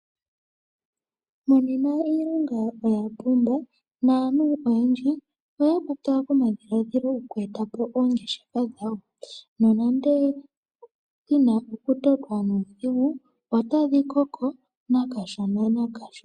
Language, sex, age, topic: Oshiwambo, female, 18-24, finance